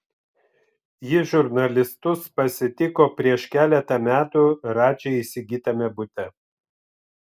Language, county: Lithuanian, Vilnius